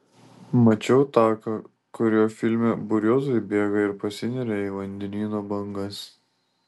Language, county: Lithuanian, Telšiai